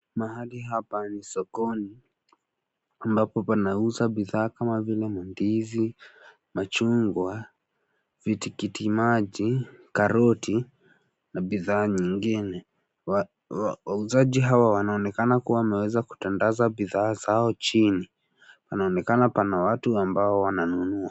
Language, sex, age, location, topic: Swahili, male, 18-24, Nairobi, finance